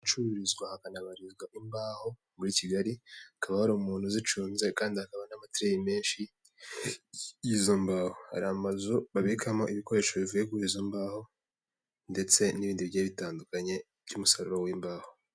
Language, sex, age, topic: Kinyarwanda, male, 18-24, finance